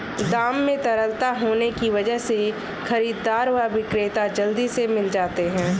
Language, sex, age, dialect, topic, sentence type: Hindi, female, 25-30, Awadhi Bundeli, banking, statement